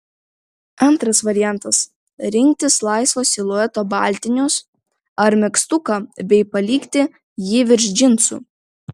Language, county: Lithuanian, Vilnius